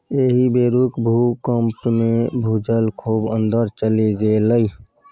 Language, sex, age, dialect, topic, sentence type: Maithili, male, 31-35, Bajjika, agriculture, statement